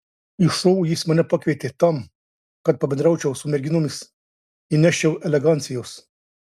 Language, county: Lithuanian, Klaipėda